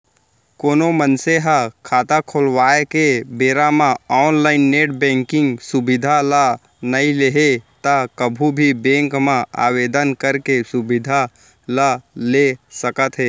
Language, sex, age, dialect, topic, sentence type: Chhattisgarhi, male, 18-24, Central, banking, statement